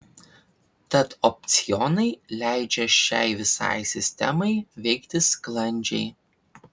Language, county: Lithuanian, Vilnius